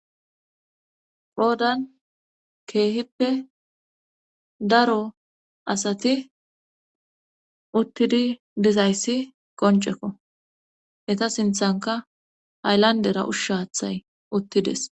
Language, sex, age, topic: Gamo, female, 25-35, government